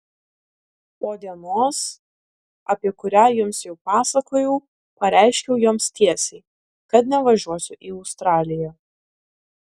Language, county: Lithuanian, Klaipėda